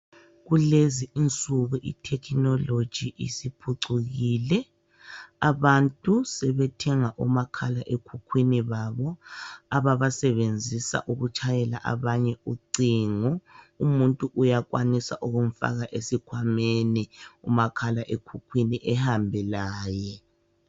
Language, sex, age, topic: North Ndebele, male, 25-35, health